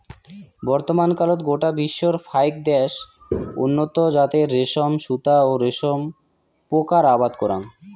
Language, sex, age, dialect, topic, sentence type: Bengali, male, 18-24, Rajbangshi, agriculture, statement